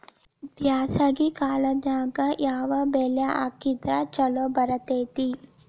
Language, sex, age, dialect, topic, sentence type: Kannada, female, 18-24, Dharwad Kannada, agriculture, question